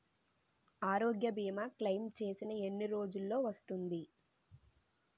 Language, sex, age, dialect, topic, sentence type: Telugu, female, 18-24, Utterandhra, banking, question